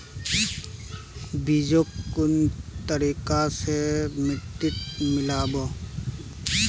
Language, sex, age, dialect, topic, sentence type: Magahi, male, 18-24, Northeastern/Surjapuri, agriculture, statement